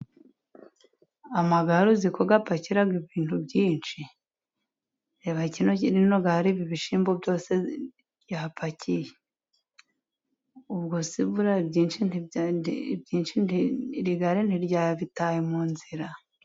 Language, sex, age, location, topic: Kinyarwanda, female, 25-35, Musanze, agriculture